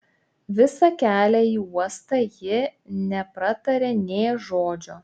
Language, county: Lithuanian, Šiauliai